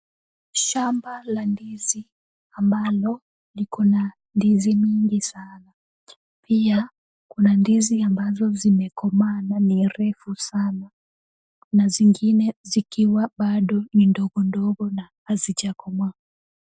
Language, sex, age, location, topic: Swahili, female, 18-24, Kisumu, agriculture